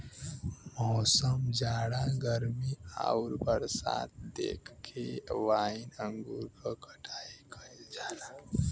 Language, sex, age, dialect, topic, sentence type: Bhojpuri, female, 18-24, Western, agriculture, statement